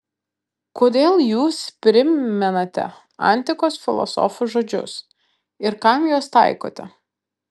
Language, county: Lithuanian, Kaunas